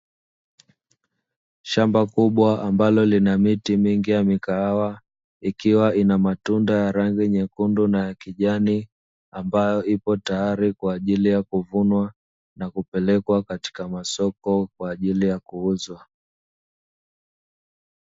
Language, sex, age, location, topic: Swahili, male, 25-35, Dar es Salaam, agriculture